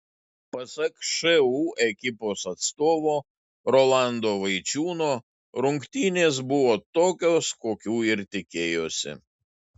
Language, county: Lithuanian, Šiauliai